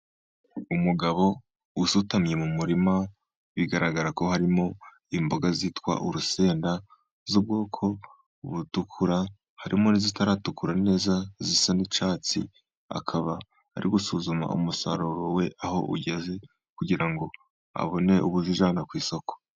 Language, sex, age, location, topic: Kinyarwanda, male, 18-24, Musanze, agriculture